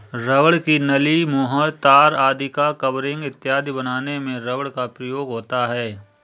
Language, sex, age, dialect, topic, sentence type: Hindi, male, 25-30, Awadhi Bundeli, agriculture, statement